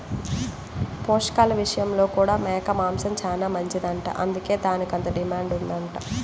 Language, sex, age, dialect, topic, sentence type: Telugu, female, 18-24, Central/Coastal, agriculture, statement